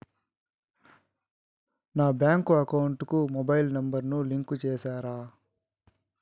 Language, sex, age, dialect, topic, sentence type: Telugu, male, 36-40, Southern, banking, question